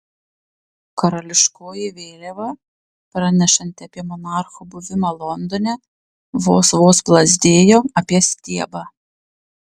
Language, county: Lithuanian, Panevėžys